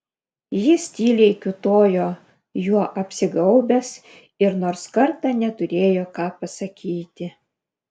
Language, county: Lithuanian, Vilnius